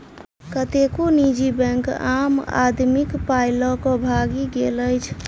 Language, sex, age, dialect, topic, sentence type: Maithili, male, 31-35, Southern/Standard, banking, statement